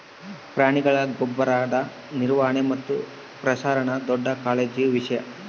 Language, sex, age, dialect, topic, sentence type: Kannada, male, 25-30, Central, agriculture, statement